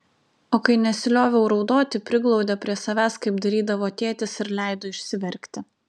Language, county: Lithuanian, Utena